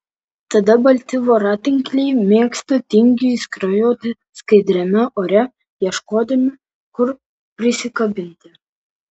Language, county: Lithuanian, Vilnius